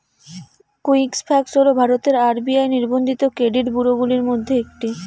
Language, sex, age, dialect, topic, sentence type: Bengali, female, 18-24, Rajbangshi, banking, question